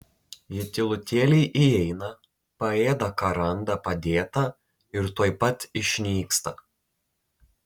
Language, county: Lithuanian, Telšiai